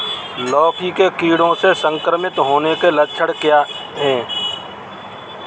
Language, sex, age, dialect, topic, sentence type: Hindi, male, 36-40, Kanauji Braj Bhasha, agriculture, question